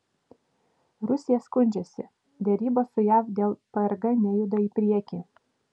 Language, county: Lithuanian, Vilnius